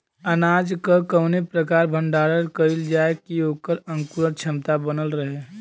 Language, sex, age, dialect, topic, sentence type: Bhojpuri, male, 25-30, Western, agriculture, question